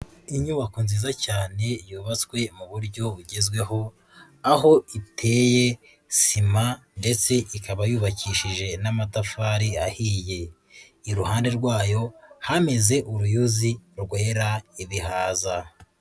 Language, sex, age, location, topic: Kinyarwanda, female, 18-24, Nyagatare, agriculture